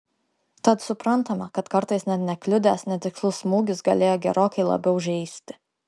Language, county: Lithuanian, Klaipėda